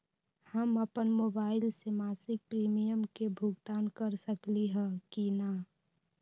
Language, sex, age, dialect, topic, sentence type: Magahi, female, 18-24, Western, banking, question